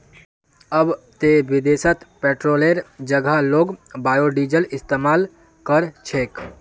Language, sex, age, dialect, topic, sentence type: Magahi, female, 56-60, Northeastern/Surjapuri, agriculture, statement